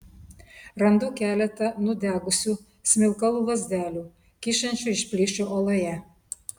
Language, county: Lithuanian, Telšiai